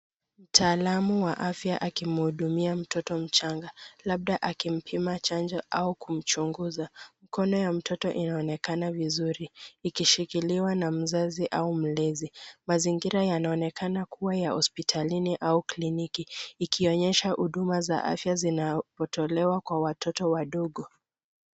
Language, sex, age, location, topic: Swahili, female, 25-35, Nairobi, health